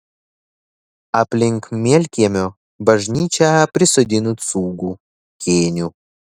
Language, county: Lithuanian, Šiauliai